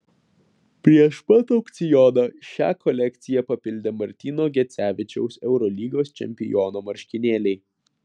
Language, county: Lithuanian, Vilnius